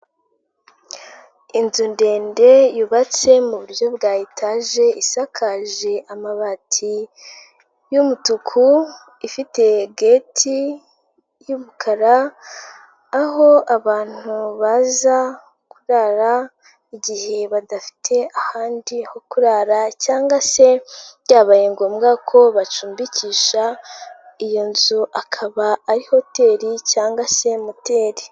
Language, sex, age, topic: Kinyarwanda, female, 18-24, finance